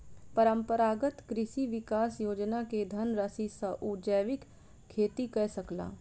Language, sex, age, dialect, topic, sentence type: Maithili, female, 25-30, Southern/Standard, agriculture, statement